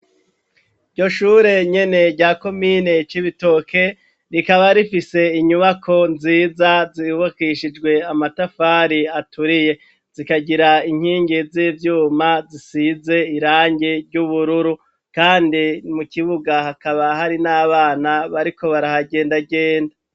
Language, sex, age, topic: Rundi, male, 36-49, education